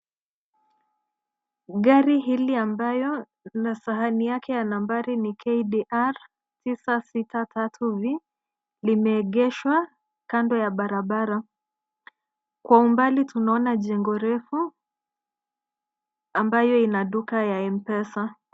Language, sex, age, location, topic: Swahili, female, 25-35, Nairobi, finance